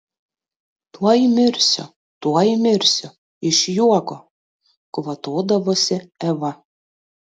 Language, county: Lithuanian, Panevėžys